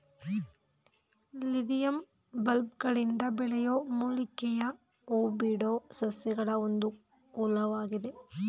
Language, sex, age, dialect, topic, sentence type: Kannada, female, 31-35, Mysore Kannada, agriculture, statement